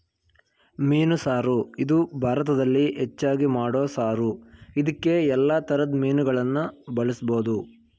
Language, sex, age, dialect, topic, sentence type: Kannada, male, 18-24, Mysore Kannada, agriculture, statement